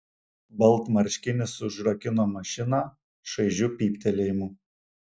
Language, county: Lithuanian, Šiauliai